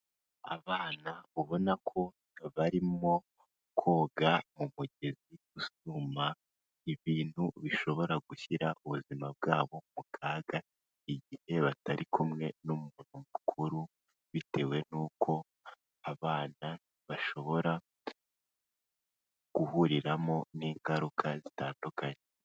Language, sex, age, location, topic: Kinyarwanda, female, 25-35, Kigali, health